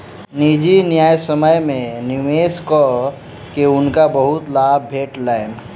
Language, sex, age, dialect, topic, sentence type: Maithili, male, 18-24, Southern/Standard, banking, statement